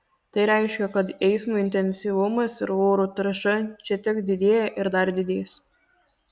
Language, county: Lithuanian, Kaunas